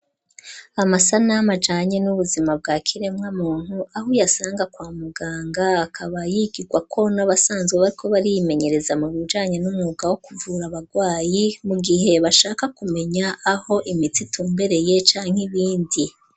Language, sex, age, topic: Rundi, female, 36-49, education